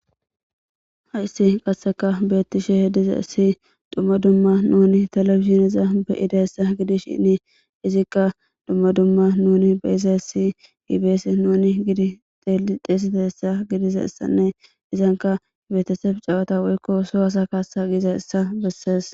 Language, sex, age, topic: Gamo, female, 18-24, government